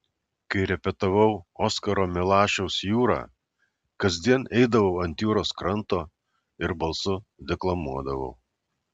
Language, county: Lithuanian, Alytus